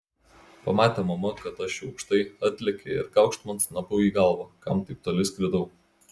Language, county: Lithuanian, Klaipėda